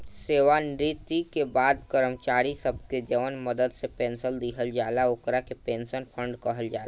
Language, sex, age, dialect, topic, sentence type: Bhojpuri, male, 18-24, Southern / Standard, banking, statement